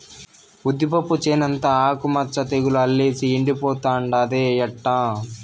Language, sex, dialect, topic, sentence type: Telugu, male, Southern, agriculture, statement